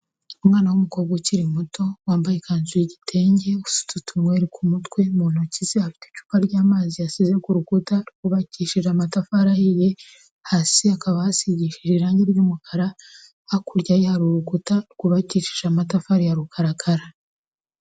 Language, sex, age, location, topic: Kinyarwanda, female, 25-35, Kigali, health